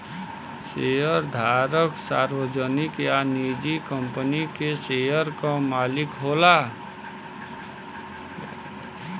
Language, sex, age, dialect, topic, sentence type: Bhojpuri, male, 31-35, Western, banking, statement